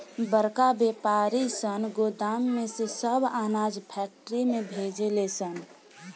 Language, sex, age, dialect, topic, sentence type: Bhojpuri, female, <18, Southern / Standard, agriculture, statement